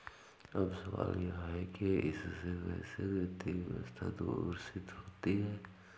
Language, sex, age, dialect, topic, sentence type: Hindi, male, 41-45, Awadhi Bundeli, banking, statement